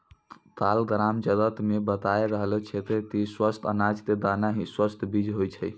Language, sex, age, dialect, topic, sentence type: Maithili, male, 60-100, Angika, agriculture, statement